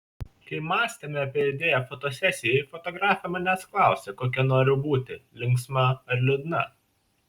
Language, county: Lithuanian, Šiauliai